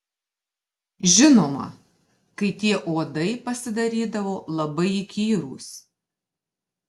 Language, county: Lithuanian, Marijampolė